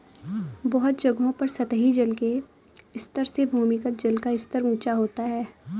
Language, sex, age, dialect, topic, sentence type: Hindi, female, 18-24, Awadhi Bundeli, agriculture, statement